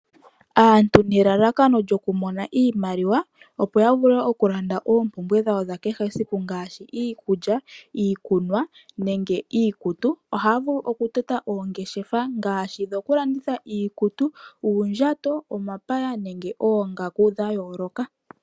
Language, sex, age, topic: Oshiwambo, male, 25-35, finance